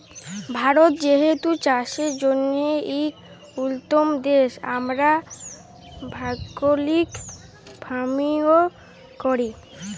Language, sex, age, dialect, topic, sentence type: Bengali, female, <18, Jharkhandi, agriculture, statement